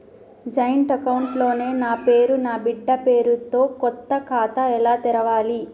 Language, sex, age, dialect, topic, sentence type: Telugu, female, 25-30, Telangana, banking, question